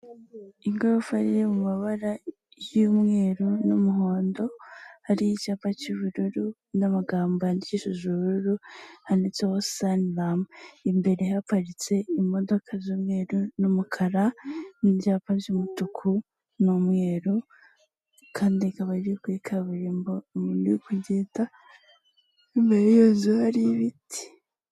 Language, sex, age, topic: Kinyarwanda, female, 18-24, finance